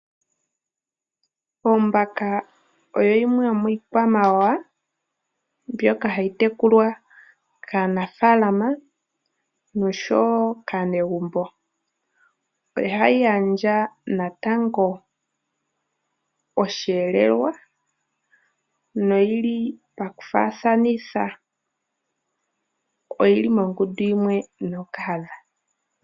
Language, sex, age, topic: Oshiwambo, female, 18-24, agriculture